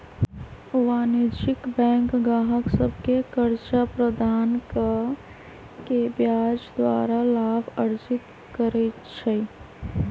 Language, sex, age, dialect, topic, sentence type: Magahi, female, 25-30, Western, banking, statement